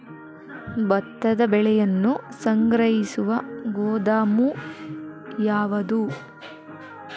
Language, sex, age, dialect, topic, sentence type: Kannada, female, 18-24, Dharwad Kannada, agriculture, question